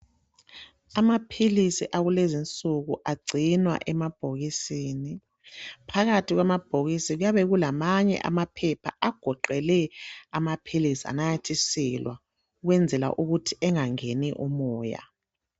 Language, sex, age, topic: North Ndebele, male, 25-35, health